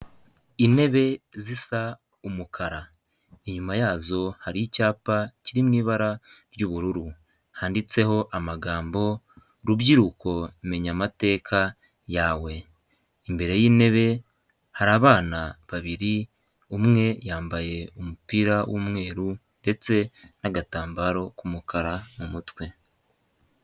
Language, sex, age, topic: Kinyarwanda, male, 18-24, government